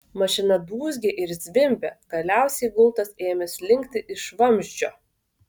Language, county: Lithuanian, Vilnius